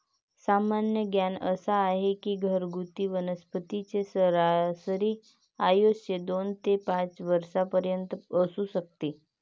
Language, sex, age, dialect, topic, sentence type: Marathi, female, 18-24, Varhadi, agriculture, statement